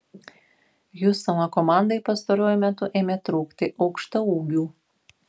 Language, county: Lithuanian, Vilnius